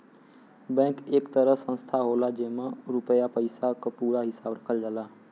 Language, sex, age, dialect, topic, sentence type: Bhojpuri, male, 18-24, Western, banking, statement